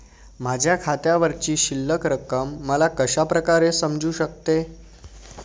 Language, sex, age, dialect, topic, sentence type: Marathi, male, 25-30, Standard Marathi, banking, question